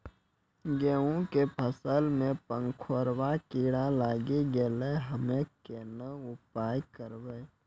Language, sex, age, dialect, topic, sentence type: Maithili, male, 18-24, Angika, agriculture, question